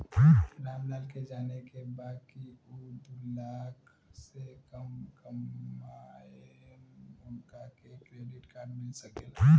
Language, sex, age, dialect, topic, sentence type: Bhojpuri, female, 18-24, Western, banking, question